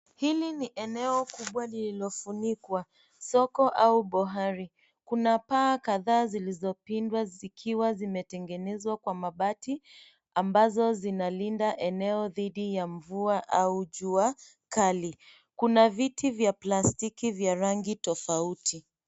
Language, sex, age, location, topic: Swahili, female, 25-35, Nairobi, finance